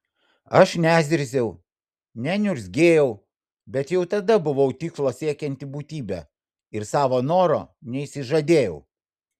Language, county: Lithuanian, Vilnius